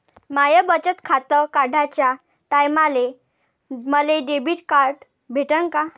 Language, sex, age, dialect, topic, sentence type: Marathi, female, 18-24, Varhadi, banking, question